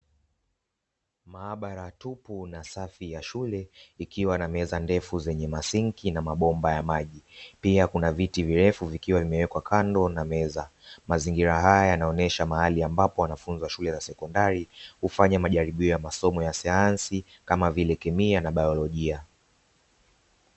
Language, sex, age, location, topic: Swahili, male, 25-35, Dar es Salaam, education